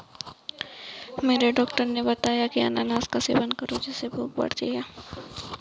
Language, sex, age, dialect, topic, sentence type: Hindi, female, 60-100, Awadhi Bundeli, agriculture, statement